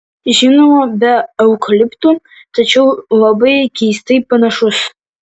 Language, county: Lithuanian, Vilnius